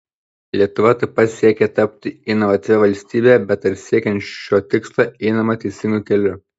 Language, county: Lithuanian, Panevėžys